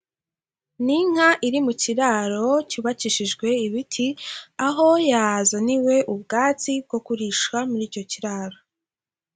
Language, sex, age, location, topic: Kinyarwanda, female, 18-24, Huye, agriculture